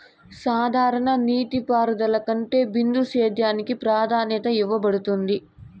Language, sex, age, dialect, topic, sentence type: Telugu, female, 25-30, Southern, agriculture, statement